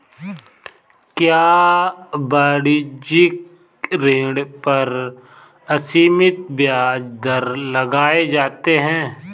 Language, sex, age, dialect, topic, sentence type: Hindi, male, 25-30, Kanauji Braj Bhasha, banking, statement